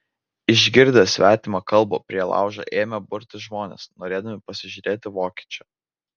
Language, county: Lithuanian, Vilnius